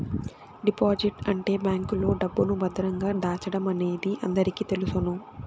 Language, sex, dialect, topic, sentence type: Telugu, female, Southern, banking, statement